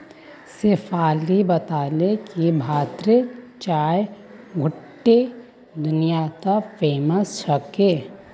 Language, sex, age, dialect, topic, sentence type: Magahi, female, 18-24, Northeastern/Surjapuri, agriculture, statement